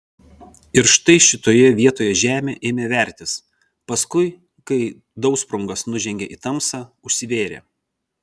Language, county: Lithuanian, Vilnius